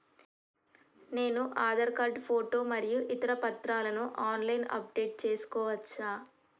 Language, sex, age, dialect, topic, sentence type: Telugu, male, 18-24, Telangana, banking, question